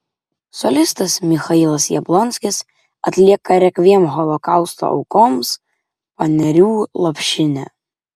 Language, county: Lithuanian, Vilnius